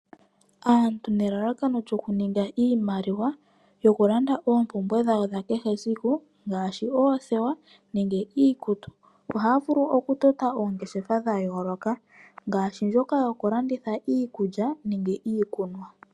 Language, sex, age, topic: Oshiwambo, male, 25-35, finance